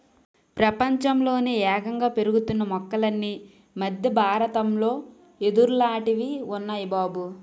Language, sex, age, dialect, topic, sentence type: Telugu, female, 18-24, Utterandhra, agriculture, statement